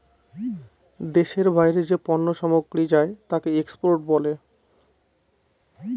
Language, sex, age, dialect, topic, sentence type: Bengali, male, 25-30, Northern/Varendri, banking, statement